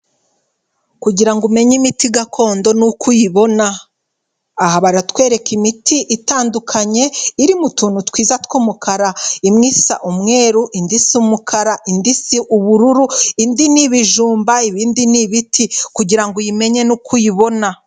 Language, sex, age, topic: Kinyarwanda, female, 25-35, health